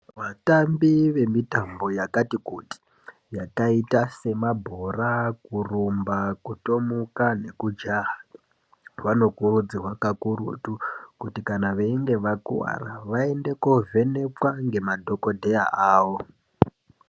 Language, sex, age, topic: Ndau, male, 18-24, health